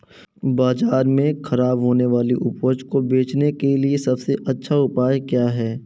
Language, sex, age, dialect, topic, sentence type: Hindi, male, 18-24, Kanauji Braj Bhasha, agriculture, statement